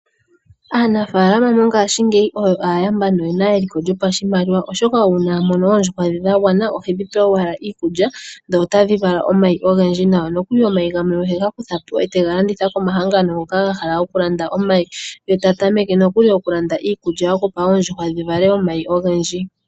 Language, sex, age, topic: Oshiwambo, female, 18-24, agriculture